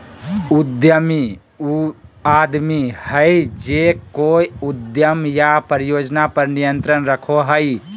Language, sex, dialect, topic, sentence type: Magahi, male, Southern, banking, statement